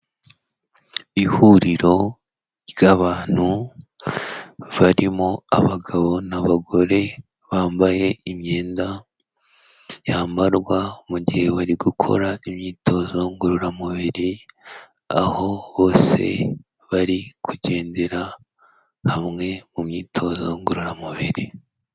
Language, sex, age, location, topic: Kinyarwanda, male, 18-24, Kigali, health